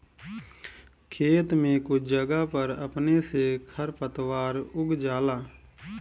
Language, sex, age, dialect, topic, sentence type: Bhojpuri, male, 25-30, Southern / Standard, agriculture, statement